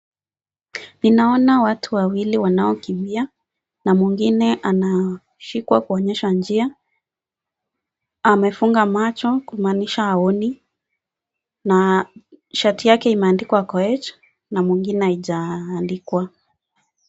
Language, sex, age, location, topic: Swahili, female, 25-35, Nakuru, education